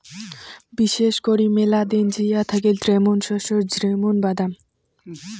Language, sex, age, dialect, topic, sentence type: Bengali, female, <18, Rajbangshi, agriculture, statement